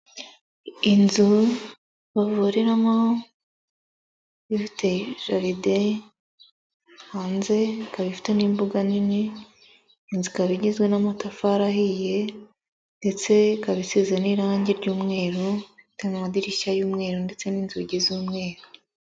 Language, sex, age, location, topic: Kinyarwanda, female, 25-35, Nyagatare, health